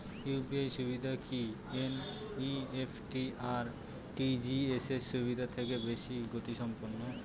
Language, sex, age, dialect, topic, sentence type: Bengali, male, 18-24, Northern/Varendri, banking, question